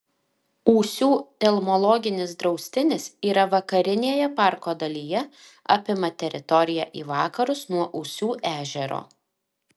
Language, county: Lithuanian, Alytus